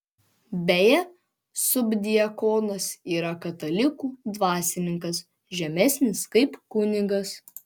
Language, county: Lithuanian, Panevėžys